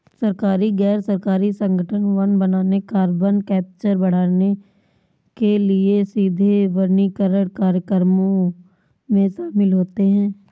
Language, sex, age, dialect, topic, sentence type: Hindi, female, 18-24, Awadhi Bundeli, agriculture, statement